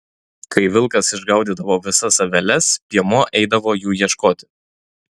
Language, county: Lithuanian, Utena